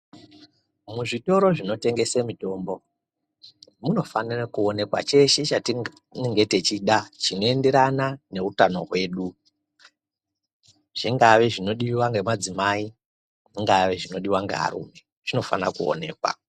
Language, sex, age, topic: Ndau, female, 36-49, health